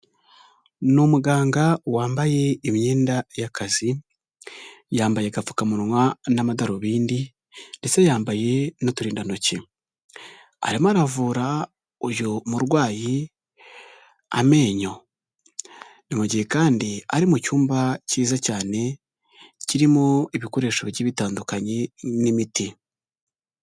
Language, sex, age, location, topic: Kinyarwanda, male, 18-24, Huye, health